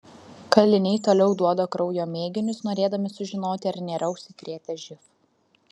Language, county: Lithuanian, Vilnius